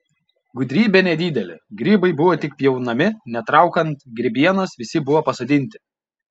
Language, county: Lithuanian, Panevėžys